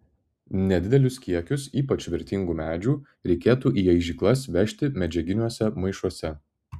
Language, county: Lithuanian, Vilnius